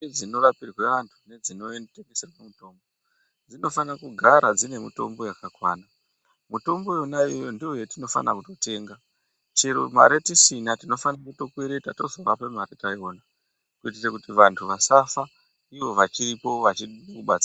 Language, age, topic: Ndau, 36-49, health